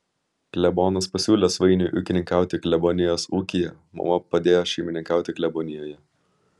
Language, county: Lithuanian, Vilnius